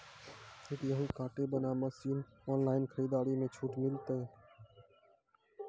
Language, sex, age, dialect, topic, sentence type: Maithili, male, 18-24, Angika, agriculture, question